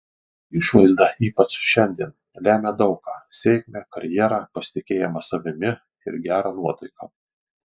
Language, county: Lithuanian, Marijampolė